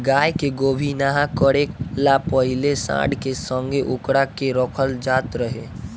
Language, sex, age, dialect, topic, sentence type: Bhojpuri, male, <18, Southern / Standard, agriculture, statement